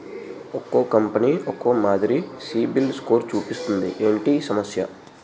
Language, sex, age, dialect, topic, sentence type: Telugu, male, 18-24, Utterandhra, banking, question